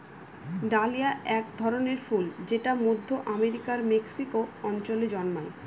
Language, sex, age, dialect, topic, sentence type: Bengali, female, 31-35, Northern/Varendri, agriculture, statement